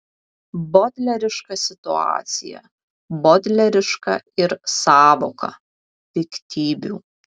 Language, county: Lithuanian, Vilnius